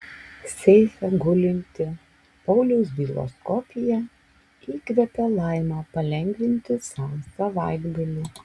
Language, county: Lithuanian, Alytus